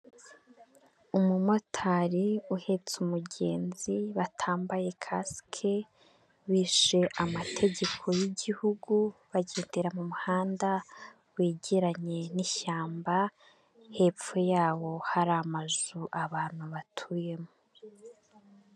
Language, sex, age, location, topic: Kinyarwanda, female, 18-24, Nyagatare, government